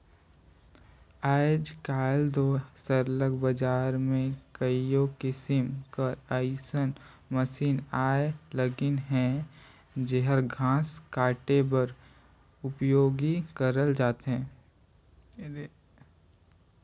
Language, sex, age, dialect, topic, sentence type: Chhattisgarhi, male, 18-24, Northern/Bhandar, agriculture, statement